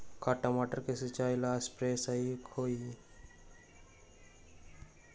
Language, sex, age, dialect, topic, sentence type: Magahi, male, 18-24, Western, agriculture, question